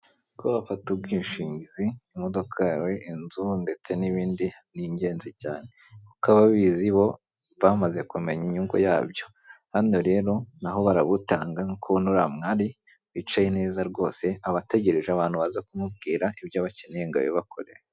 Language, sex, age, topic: Kinyarwanda, female, 25-35, finance